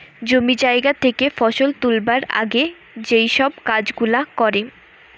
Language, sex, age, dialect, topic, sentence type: Bengali, female, 18-24, Western, agriculture, statement